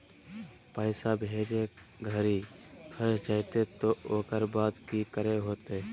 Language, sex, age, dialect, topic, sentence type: Magahi, male, 18-24, Southern, banking, question